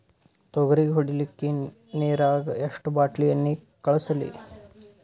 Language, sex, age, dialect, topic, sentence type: Kannada, male, 18-24, Northeastern, agriculture, question